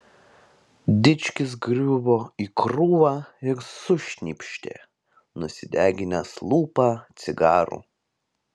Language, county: Lithuanian, Vilnius